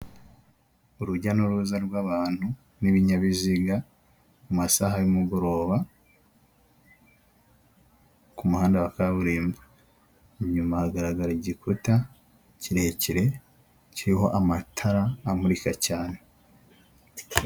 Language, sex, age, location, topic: Kinyarwanda, male, 25-35, Huye, government